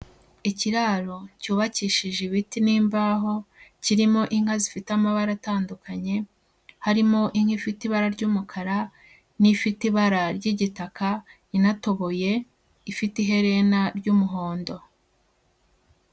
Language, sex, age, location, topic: Kinyarwanda, female, 18-24, Huye, agriculture